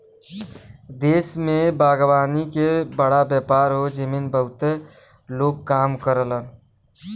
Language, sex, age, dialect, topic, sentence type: Bhojpuri, male, 18-24, Western, agriculture, statement